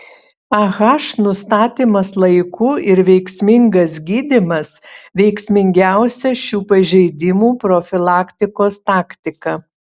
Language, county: Lithuanian, Utena